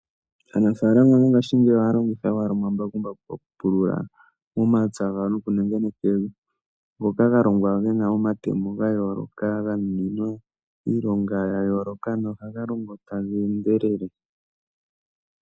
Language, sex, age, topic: Oshiwambo, male, 18-24, agriculture